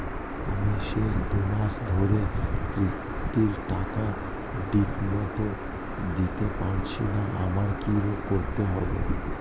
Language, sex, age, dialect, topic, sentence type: Bengali, male, 25-30, Standard Colloquial, banking, question